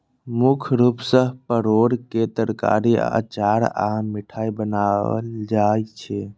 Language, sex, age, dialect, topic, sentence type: Maithili, male, 25-30, Eastern / Thethi, agriculture, statement